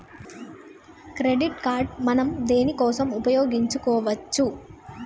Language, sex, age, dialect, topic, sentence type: Telugu, female, 18-24, Telangana, banking, question